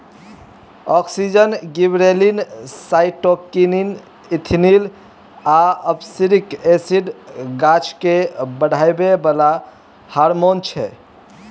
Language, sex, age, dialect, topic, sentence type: Maithili, male, 18-24, Bajjika, agriculture, statement